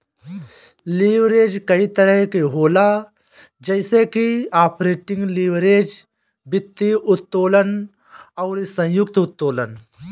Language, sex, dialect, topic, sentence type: Bhojpuri, male, Northern, banking, statement